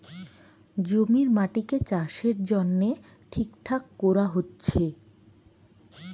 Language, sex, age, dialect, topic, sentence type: Bengali, female, 25-30, Western, agriculture, statement